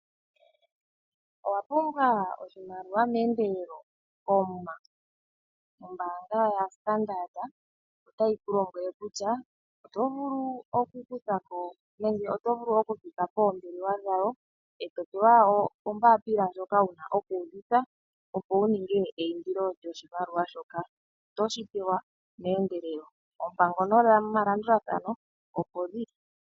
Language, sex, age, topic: Oshiwambo, female, 25-35, finance